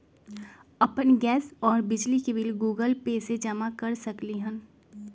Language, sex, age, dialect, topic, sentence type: Magahi, female, 25-30, Western, banking, question